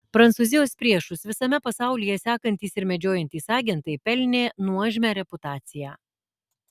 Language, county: Lithuanian, Alytus